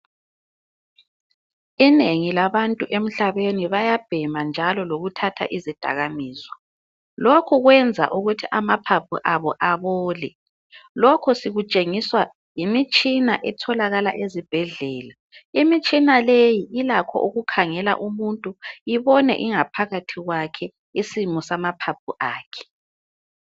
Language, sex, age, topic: North Ndebele, female, 25-35, health